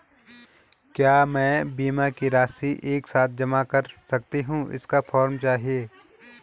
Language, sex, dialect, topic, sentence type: Hindi, male, Garhwali, banking, question